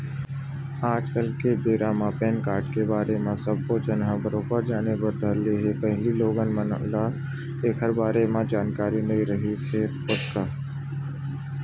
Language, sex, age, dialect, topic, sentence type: Chhattisgarhi, male, 18-24, Western/Budati/Khatahi, banking, statement